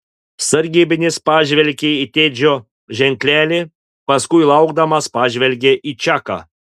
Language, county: Lithuanian, Panevėžys